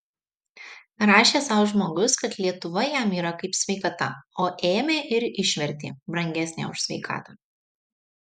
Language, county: Lithuanian, Marijampolė